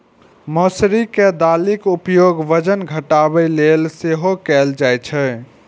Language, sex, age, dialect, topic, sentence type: Maithili, male, 51-55, Eastern / Thethi, agriculture, statement